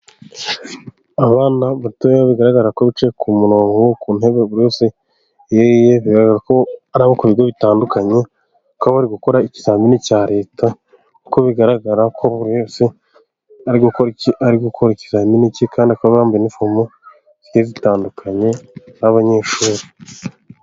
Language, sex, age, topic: Kinyarwanda, male, 18-24, government